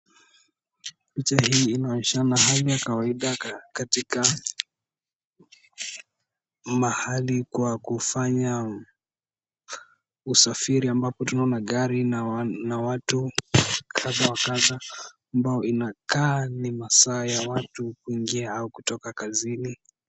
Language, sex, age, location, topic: Swahili, male, 18-24, Nairobi, government